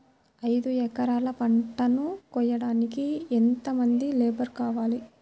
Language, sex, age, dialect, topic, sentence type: Telugu, male, 60-100, Central/Coastal, agriculture, question